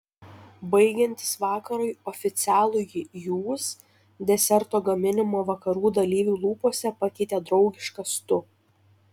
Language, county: Lithuanian, Šiauliai